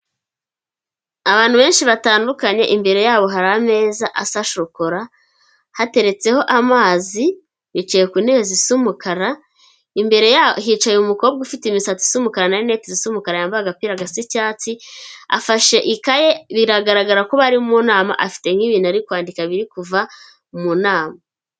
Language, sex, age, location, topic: Kinyarwanda, female, 25-35, Kigali, government